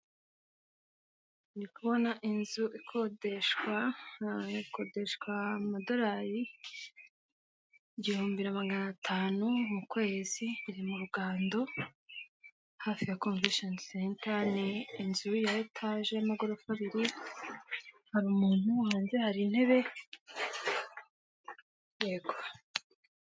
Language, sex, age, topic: Kinyarwanda, female, 18-24, finance